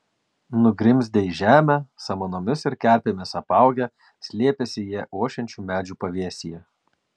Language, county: Lithuanian, Kaunas